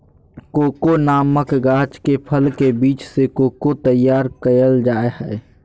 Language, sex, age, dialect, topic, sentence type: Magahi, male, 18-24, Southern, agriculture, statement